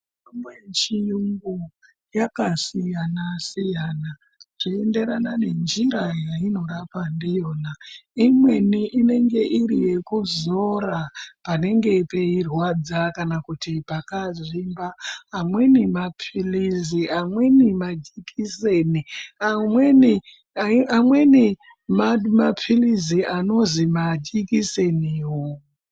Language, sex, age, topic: Ndau, female, 25-35, health